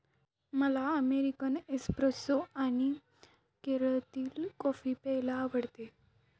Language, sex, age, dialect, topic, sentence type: Marathi, female, 18-24, Standard Marathi, agriculture, statement